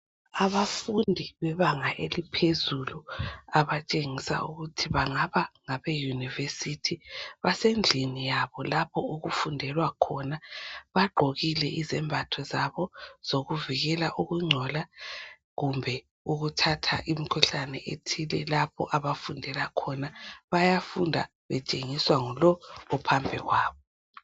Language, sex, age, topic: North Ndebele, female, 36-49, education